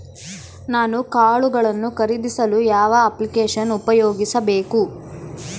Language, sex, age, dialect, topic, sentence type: Kannada, female, 18-24, Central, agriculture, question